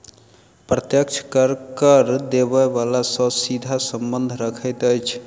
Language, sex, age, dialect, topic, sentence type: Maithili, male, 31-35, Southern/Standard, banking, statement